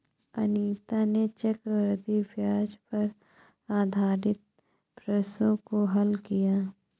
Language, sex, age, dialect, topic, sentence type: Hindi, female, 25-30, Awadhi Bundeli, banking, statement